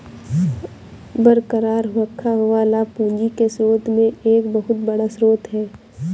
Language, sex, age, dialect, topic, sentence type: Hindi, female, 18-24, Awadhi Bundeli, banking, statement